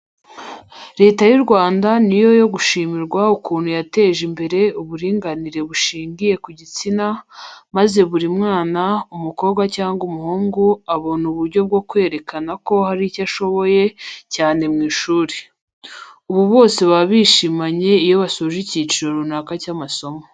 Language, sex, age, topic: Kinyarwanda, female, 25-35, education